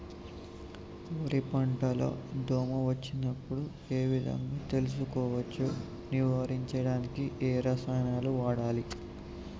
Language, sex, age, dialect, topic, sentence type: Telugu, male, 18-24, Telangana, agriculture, question